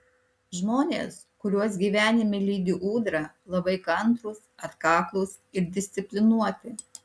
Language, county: Lithuanian, Alytus